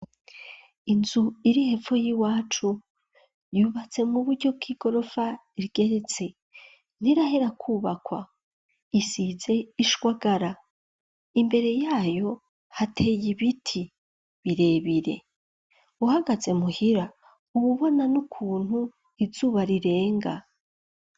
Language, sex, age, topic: Rundi, female, 25-35, education